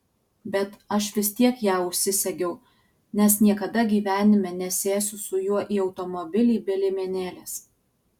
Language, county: Lithuanian, Alytus